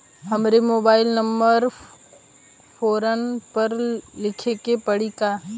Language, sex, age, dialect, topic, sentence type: Bhojpuri, female, 18-24, Western, banking, question